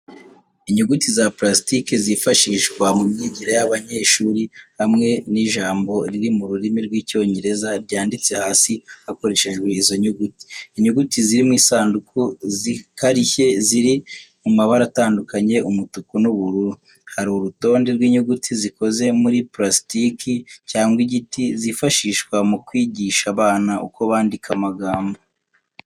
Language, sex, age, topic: Kinyarwanda, male, 18-24, education